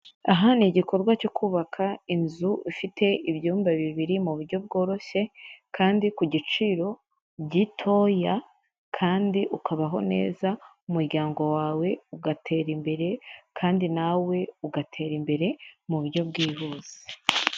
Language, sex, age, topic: Kinyarwanda, female, 25-35, finance